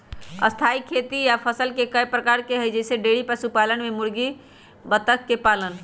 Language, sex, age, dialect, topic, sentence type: Magahi, male, 18-24, Western, agriculture, statement